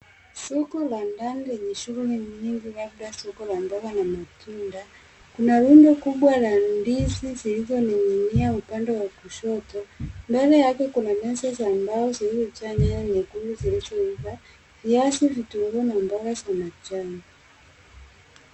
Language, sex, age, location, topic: Swahili, female, 18-24, Nairobi, finance